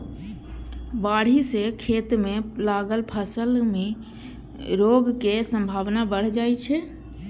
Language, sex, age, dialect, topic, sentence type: Maithili, female, 31-35, Eastern / Thethi, agriculture, statement